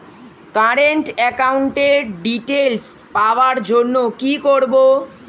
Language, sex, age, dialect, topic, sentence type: Bengali, male, 46-50, Standard Colloquial, banking, question